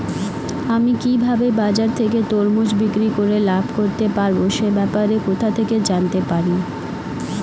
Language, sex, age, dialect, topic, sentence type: Bengali, female, 18-24, Standard Colloquial, agriculture, question